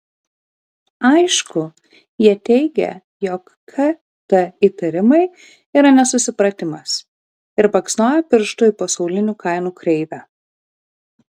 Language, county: Lithuanian, Vilnius